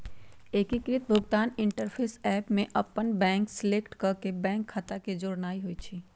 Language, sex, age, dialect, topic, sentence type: Magahi, female, 51-55, Western, banking, statement